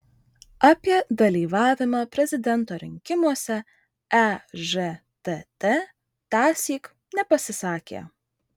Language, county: Lithuanian, Vilnius